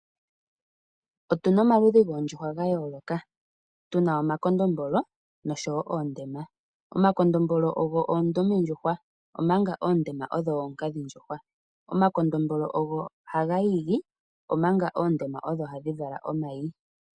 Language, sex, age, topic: Oshiwambo, female, 18-24, agriculture